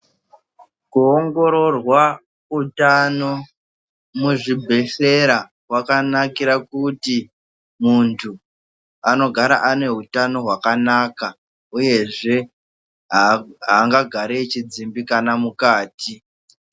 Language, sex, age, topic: Ndau, male, 25-35, health